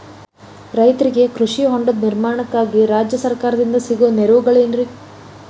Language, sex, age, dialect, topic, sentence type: Kannada, female, 18-24, Dharwad Kannada, agriculture, question